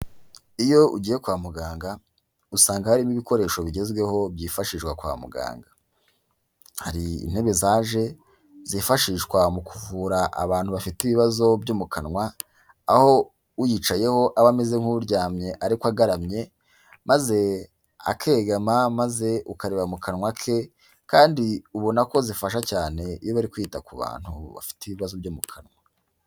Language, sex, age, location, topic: Kinyarwanda, male, 18-24, Huye, health